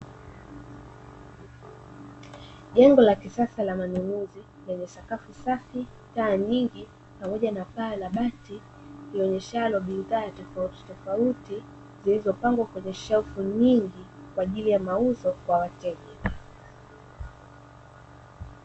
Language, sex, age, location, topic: Swahili, female, 18-24, Dar es Salaam, finance